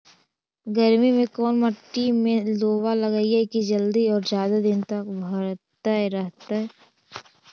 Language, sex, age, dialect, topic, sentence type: Magahi, female, 18-24, Central/Standard, agriculture, question